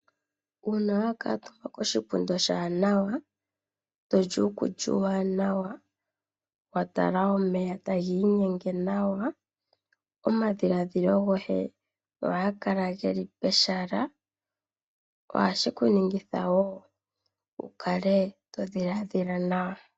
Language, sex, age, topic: Oshiwambo, female, 25-35, agriculture